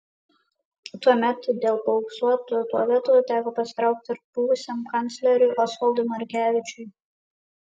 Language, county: Lithuanian, Kaunas